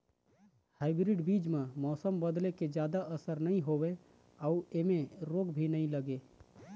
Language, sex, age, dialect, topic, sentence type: Chhattisgarhi, male, 31-35, Eastern, agriculture, statement